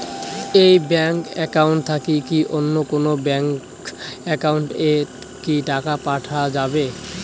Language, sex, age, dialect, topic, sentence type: Bengali, male, 18-24, Rajbangshi, banking, question